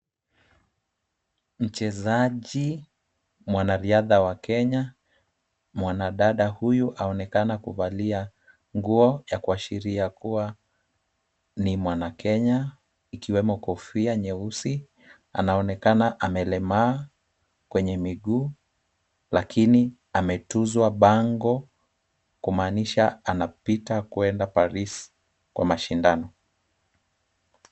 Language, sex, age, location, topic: Swahili, male, 25-35, Kisumu, education